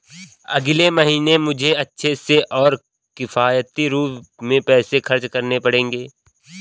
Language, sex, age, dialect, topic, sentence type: Hindi, male, 18-24, Kanauji Braj Bhasha, banking, statement